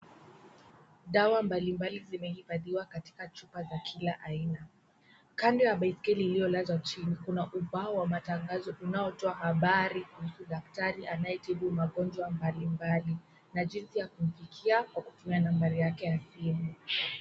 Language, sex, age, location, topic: Swahili, female, 18-24, Kisii, health